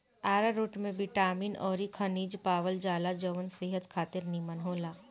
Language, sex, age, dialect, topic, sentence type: Bhojpuri, male, 25-30, Northern, agriculture, statement